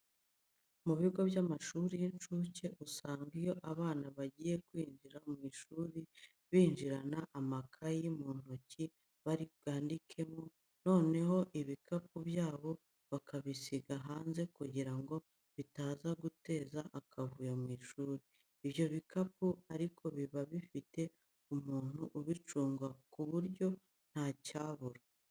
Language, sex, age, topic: Kinyarwanda, female, 25-35, education